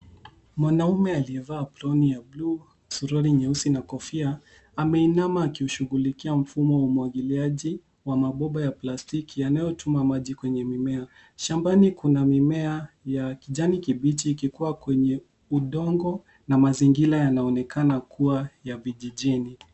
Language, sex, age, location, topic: Swahili, male, 18-24, Nairobi, agriculture